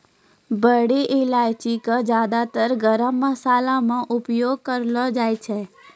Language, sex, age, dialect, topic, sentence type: Maithili, female, 41-45, Angika, agriculture, statement